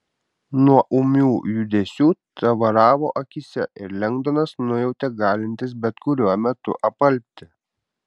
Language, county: Lithuanian, Kaunas